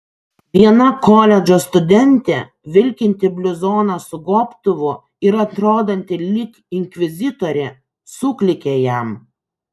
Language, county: Lithuanian, Kaunas